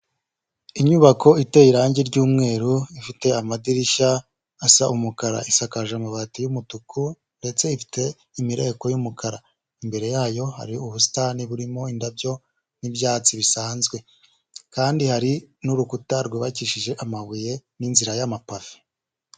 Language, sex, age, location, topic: Kinyarwanda, male, 25-35, Huye, health